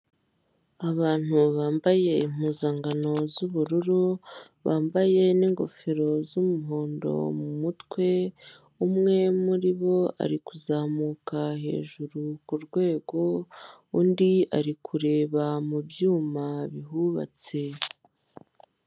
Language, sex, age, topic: Kinyarwanda, male, 25-35, government